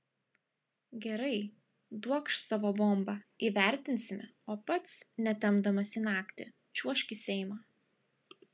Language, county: Lithuanian, Klaipėda